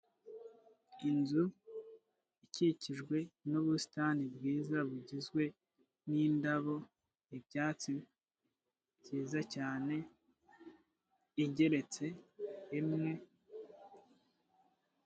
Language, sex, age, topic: Kinyarwanda, male, 25-35, finance